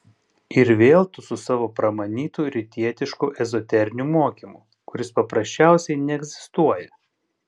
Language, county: Lithuanian, Panevėžys